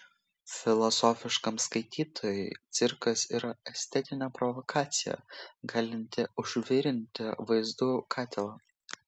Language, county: Lithuanian, Vilnius